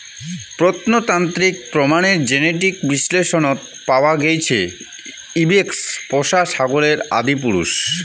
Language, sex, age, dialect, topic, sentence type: Bengali, male, 25-30, Rajbangshi, agriculture, statement